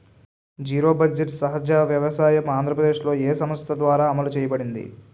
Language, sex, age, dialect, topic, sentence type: Telugu, male, 18-24, Utterandhra, agriculture, question